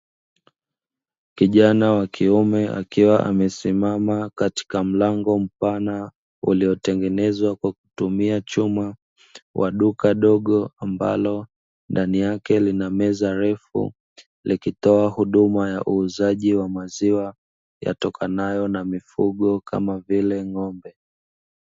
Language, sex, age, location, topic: Swahili, male, 25-35, Dar es Salaam, finance